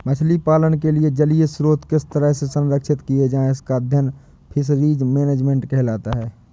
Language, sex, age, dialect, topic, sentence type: Hindi, male, 18-24, Awadhi Bundeli, agriculture, statement